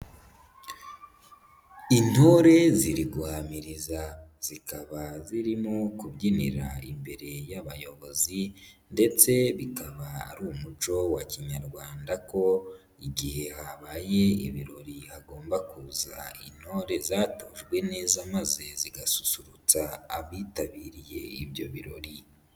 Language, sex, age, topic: Kinyarwanda, female, 18-24, government